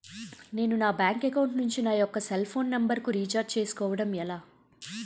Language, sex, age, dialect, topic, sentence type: Telugu, female, 31-35, Utterandhra, banking, question